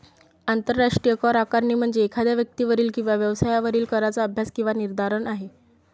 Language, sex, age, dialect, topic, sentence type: Marathi, female, 25-30, Varhadi, banking, statement